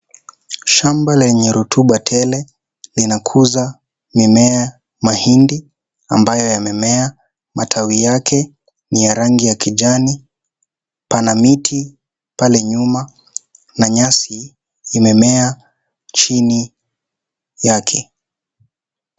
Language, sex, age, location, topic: Swahili, male, 18-24, Kisii, agriculture